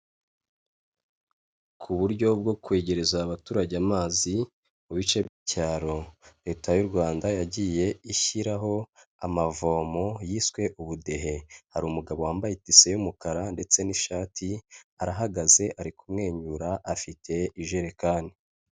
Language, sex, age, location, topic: Kinyarwanda, male, 25-35, Kigali, health